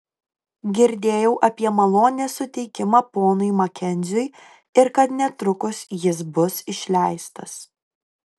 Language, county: Lithuanian, Kaunas